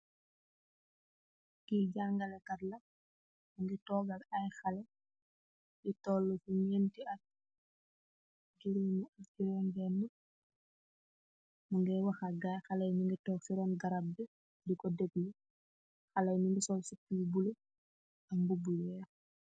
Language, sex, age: Wolof, female, 18-24